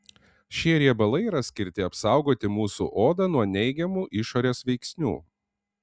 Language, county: Lithuanian, Panevėžys